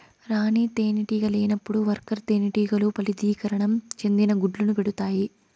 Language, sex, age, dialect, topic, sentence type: Telugu, female, 18-24, Southern, agriculture, statement